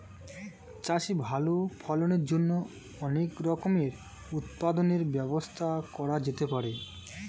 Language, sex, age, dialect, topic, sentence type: Bengali, male, 25-30, Standard Colloquial, agriculture, statement